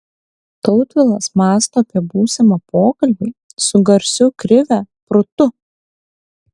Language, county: Lithuanian, Kaunas